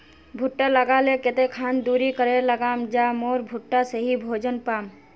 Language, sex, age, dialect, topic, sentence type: Magahi, female, 18-24, Northeastern/Surjapuri, agriculture, question